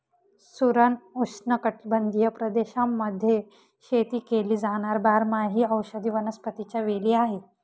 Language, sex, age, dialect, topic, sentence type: Marathi, female, 18-24, Northern Konkan, agriculture, statement